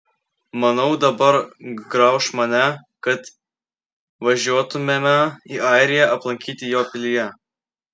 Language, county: Lithuanian, Klaipėda